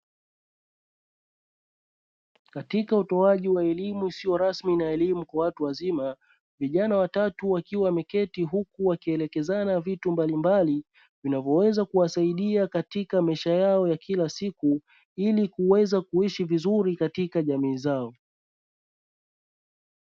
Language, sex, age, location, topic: Swahili, male, 25-35, Dar es Salaam, education